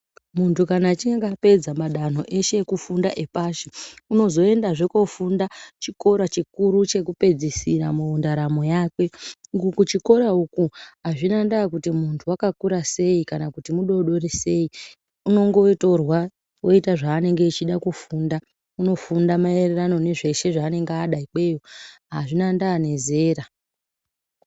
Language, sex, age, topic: Ndau, female, 25-35, education